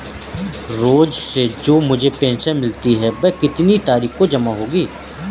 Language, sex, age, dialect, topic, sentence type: Hindi, male, 31-35, Marwari Dhudhari, banking, question